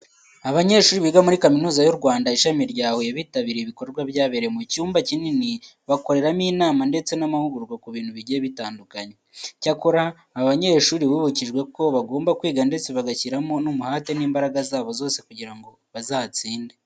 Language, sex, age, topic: Kinyarwanda, male, 18-24, education